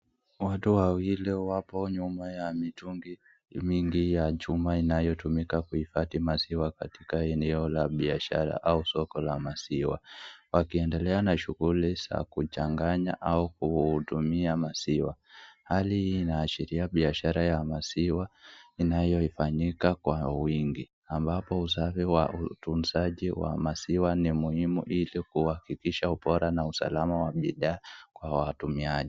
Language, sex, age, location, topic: Swahili, male, 25-35, Nakuru, agriculture